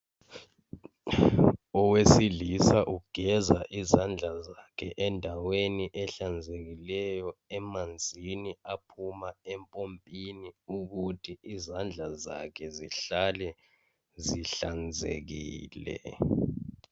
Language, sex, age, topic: North Ndebele, male, 25-35, health